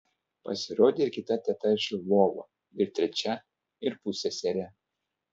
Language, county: Lithuanian, Telšiai